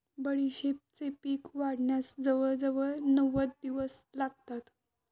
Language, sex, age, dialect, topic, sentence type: Marathi, female, 18-24, Standard Marathi, agriculture, statement